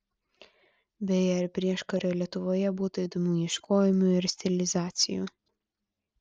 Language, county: Lithuanian, Klaipėda